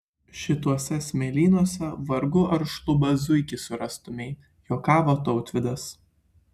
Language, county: Lithuanian, Klaipėda